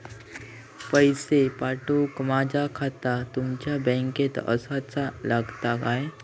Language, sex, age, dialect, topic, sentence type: Marathi, male, 18-24, Southern Konkan, banking, question